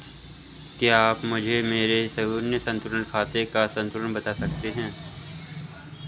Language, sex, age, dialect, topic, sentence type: Hindi, male, 25-30, Awadhi Bundeli, banking, question